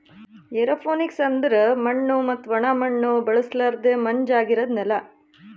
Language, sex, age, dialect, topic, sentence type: Kannada, female, 31-35, Northeastern, agriculture, statement